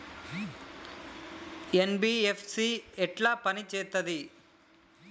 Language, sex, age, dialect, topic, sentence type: Telugu, male, 18-24, Telangana, banking, question